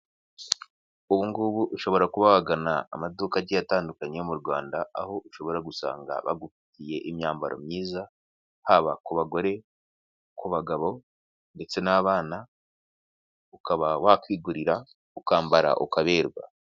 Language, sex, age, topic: Kinyarwanda, male, 18-24, finance